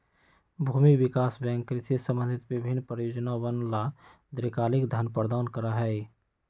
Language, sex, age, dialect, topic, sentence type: Magahi, male, 25-30, Western, banking, statement